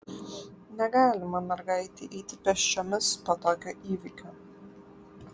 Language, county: Lithuanian, Kaunas